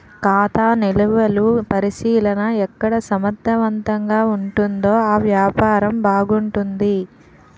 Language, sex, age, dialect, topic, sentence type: Telugu, female, 18-24, Utterandhra, banking, statement